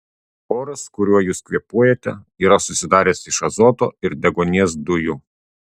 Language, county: Lithuanian, Tauragė